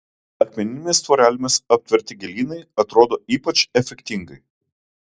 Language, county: Lithuanian, Kaunas